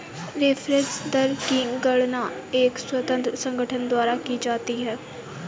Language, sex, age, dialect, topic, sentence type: Hindi, female, 18-24, Kanauji Braj Bhasha, banking, statement